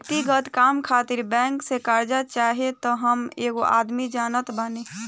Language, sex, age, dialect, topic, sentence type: Bhojpuri, female, 18-24, Southern / Standard, banking, statement